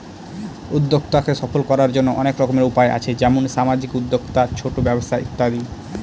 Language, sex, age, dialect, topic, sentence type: Bengali, male, 18-24, Northern/Varendri, banking, statement